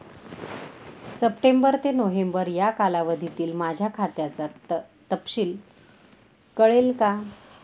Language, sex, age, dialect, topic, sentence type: Marathi, female, 18-24, Northern Konkan, banking, question